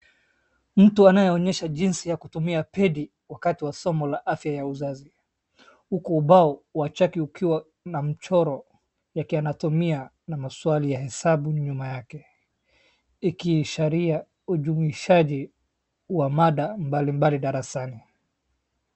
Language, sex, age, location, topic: Swahili, male, 18-24, Wajir, health